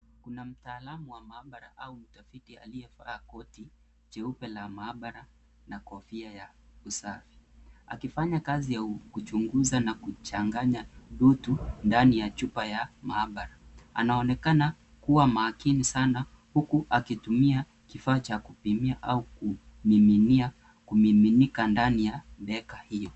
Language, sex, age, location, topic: Swahili, male, 18-24, Kisumu, agriculture